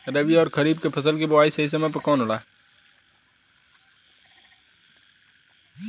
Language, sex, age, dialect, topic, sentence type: Bhojpuri, male, 18-24, Western, agriculture, question